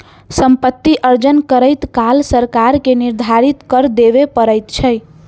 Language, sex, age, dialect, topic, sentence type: Maithili, female, 60-100, Southern/Standard, banking, statement